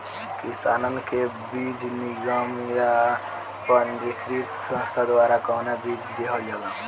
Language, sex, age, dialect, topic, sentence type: Bhojpuri, male, <18, Southern / Standard, agriculture, question